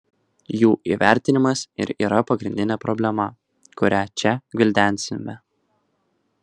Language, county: Lithuanian, Kaunas